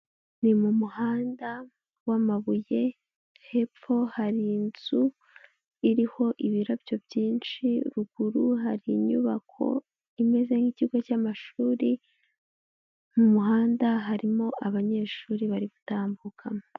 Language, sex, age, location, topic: Kinyarwanda, female, 18-24, Huye, education